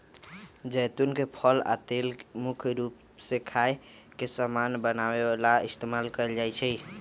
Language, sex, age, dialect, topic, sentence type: Magahi, male, 31-35, Western, agriculture, statement